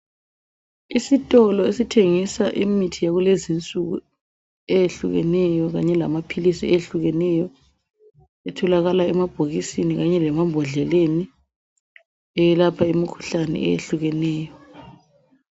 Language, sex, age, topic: North Ndebele, female, 25-35, health